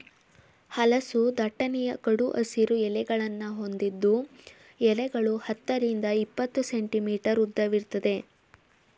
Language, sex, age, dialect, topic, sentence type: Kannada, male, 18-24, Mysore Kannada, agriculture, statement